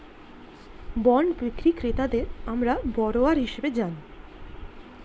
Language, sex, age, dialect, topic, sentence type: Bengali, female, 25-30, Standard Colloquial, banking, statement